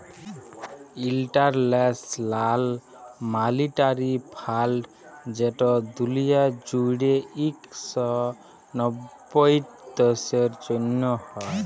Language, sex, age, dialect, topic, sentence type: Bengali, male, 25-30, Jharkhandi, banking, statement